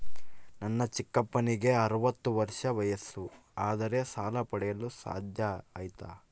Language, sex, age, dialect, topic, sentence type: Kannada, male, 18-24, Central, banking, statement